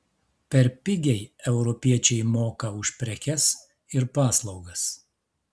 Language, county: Lithuanian, Klaipėda